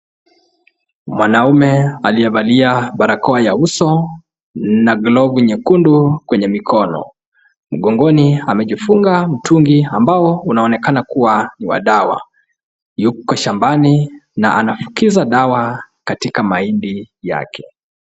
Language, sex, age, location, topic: Swahili, male, 25-35, Kisumu, health